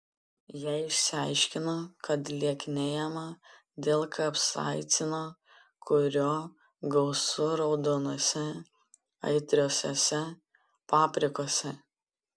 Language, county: Lithuanian, Panevėžys